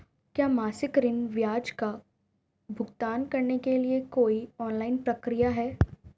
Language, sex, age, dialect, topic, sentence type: Hindi, female, 18-24, Marwari Dhudhari, banking, question